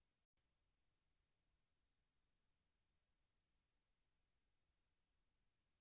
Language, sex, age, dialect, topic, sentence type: Kannada, female, 25-30, Central, banking, statement